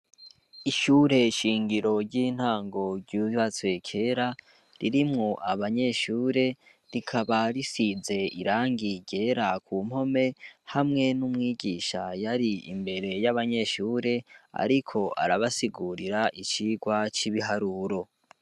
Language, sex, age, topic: Rundi, male, 18-24, education